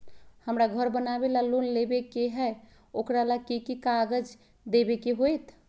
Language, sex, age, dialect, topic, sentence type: Magahi, female, 25-30, Western, banking, question